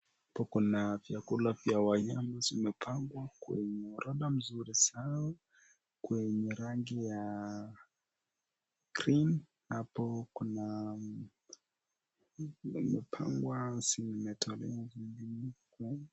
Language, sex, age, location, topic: Swahili, male, 18-24, Nakuru, agriculture